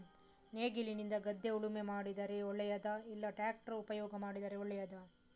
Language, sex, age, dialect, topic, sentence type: Kannada, female, 18-24, Coastal/Dakshin, agriculture, question